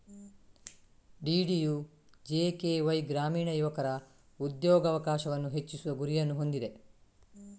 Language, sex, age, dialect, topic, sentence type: Kannada, female, 18-24, Coastal/Dakshin, banking, statement